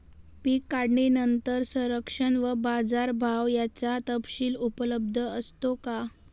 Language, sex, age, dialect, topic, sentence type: Marathi, female, 18-24, Northern Konkan, agriculture, question